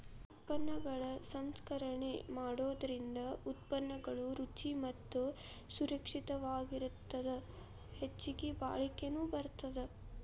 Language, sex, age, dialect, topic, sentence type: Kannada, female, 25-30, Dharwad Kannada, agriculture, statement